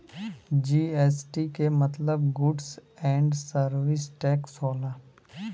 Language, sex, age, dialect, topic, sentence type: Bhojpuri, male, 18-24, Western, banking, statement